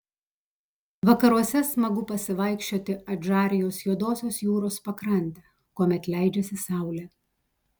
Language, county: Lithuanian, Telšiai